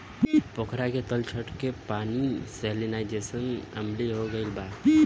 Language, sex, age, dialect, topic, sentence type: Bhojpuri, male, 18-24, Southern / Standard, agriculture, question